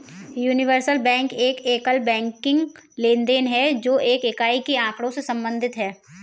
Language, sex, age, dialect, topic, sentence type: Hindi, female, 18-24, Kanauji Braj Bhasha, banking, statement